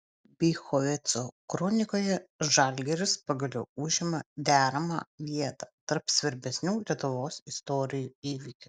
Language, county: Lithuanian, Utena